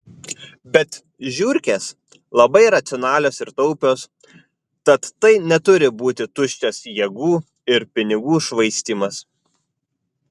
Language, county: Lithuanian, Vilnius